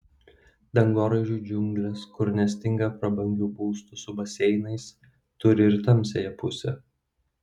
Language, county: Lithuanian, Vilnius